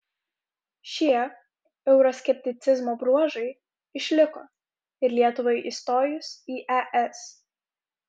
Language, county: Lithuanian, Kaunas